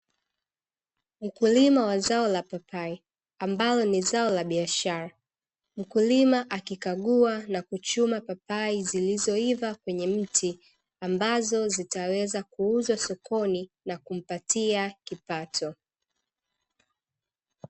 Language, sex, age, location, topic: Swahili, female, 18-24, Dar es Salaam, agriculture